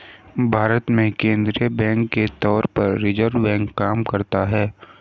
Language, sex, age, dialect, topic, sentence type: Hindi, female, 31-35, Hindustani Malvi Khadi Boli, banking, statement